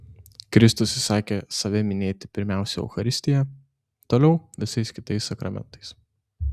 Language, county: Lithuanian, Šiauliai